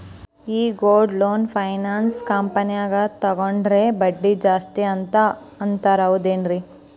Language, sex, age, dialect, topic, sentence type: Kannada, female, 18-24, Dharwad Kannada, banking, question